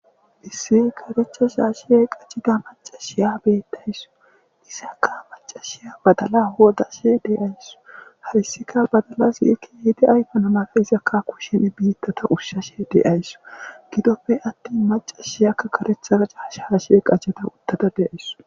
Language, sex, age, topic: Gamo, male, 25-35, agriculture